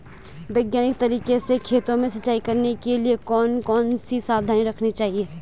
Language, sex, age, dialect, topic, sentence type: Hindi, female, 18-24, Garhwali, agriculture, question